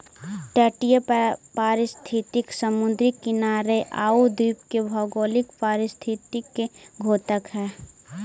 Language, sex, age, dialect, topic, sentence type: Magahi, female, 18-24, Central/Standard, agriculture, statement